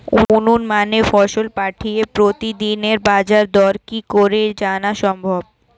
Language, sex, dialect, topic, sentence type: Bengali, female, Standard Colloquial, agriculture, question